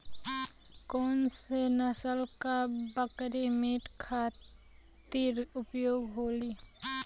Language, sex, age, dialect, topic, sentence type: Bhojpuri, female, 18-24, Western, agriculture, statement